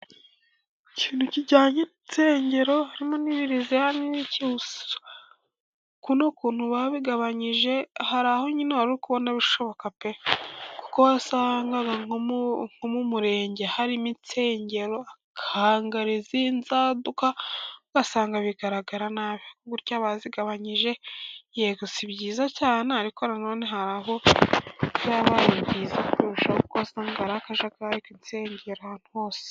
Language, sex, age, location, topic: Kinyarwanda, male, 18-24, Burera, government